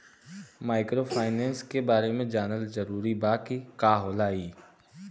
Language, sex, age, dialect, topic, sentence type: Bhojpuri, male, 18-24, Western, banking, question